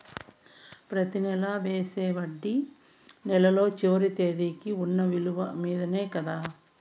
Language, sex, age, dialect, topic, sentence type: Telugu, female, 51-55, Southern, banking, question